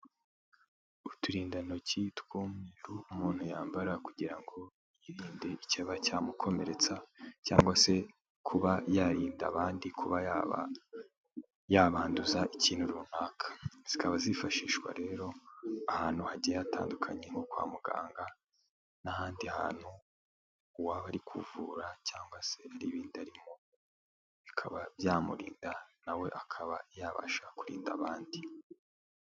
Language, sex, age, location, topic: Kinyarwanda, male, 18-24, Nyagatare, health